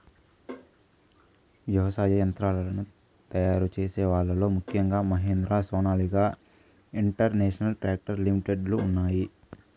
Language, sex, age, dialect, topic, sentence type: Telugu, male, 18-24, Southern, agriculture, statement